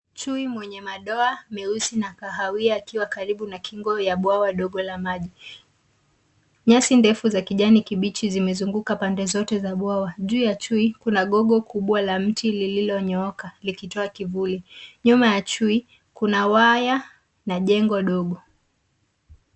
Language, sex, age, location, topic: Swahili, female, 25-35, Nairobi, government